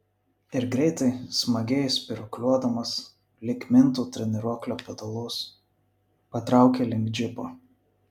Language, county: Lithuanian, Vilnius